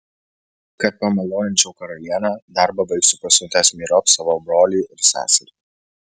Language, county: Lithuanian, Vilnius